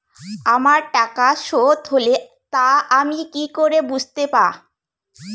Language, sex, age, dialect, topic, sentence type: Bengali, female, 25-30, Rajbangshi, banking, question